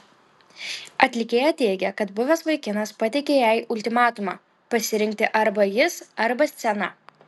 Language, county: Lithuanian, Klaipėda